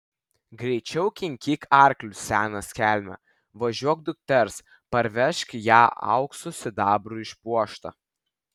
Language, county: Lithuanian, Vilnius